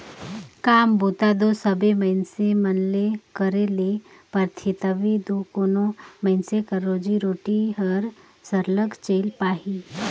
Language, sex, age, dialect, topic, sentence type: Chhattisgarhi, female, 31-35, Northern/Bhandar, agriculture, statement